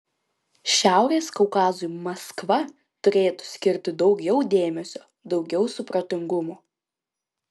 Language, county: Lithuanian, Klaipėda